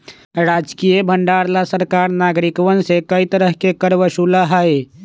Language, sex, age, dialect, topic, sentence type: Magahi, male, 25-30, Western, banking, statement